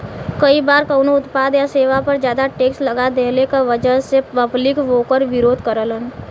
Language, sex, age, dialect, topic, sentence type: Bhojpuri, female, 18-24, Western, banking, statement